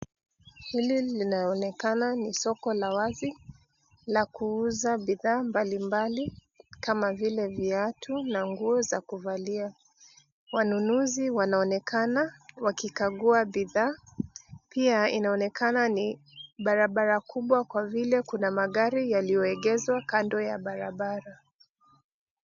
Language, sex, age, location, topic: Swahili, female, 36-49, Nairobi, finance